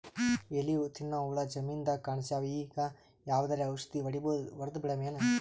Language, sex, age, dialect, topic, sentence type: Kannada, male, 31-35, Northeastern, agriculture, question